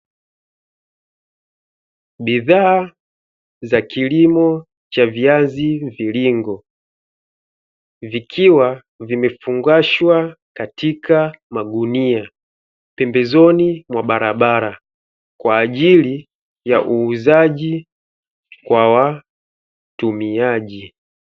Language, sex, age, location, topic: Swahili, male, 25-35, Dar es Salaam, agriculture